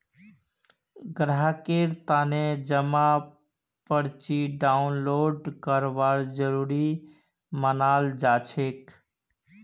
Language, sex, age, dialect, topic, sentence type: Magahi, male, 31-35, Northeastern/Surjapuri, banking, statement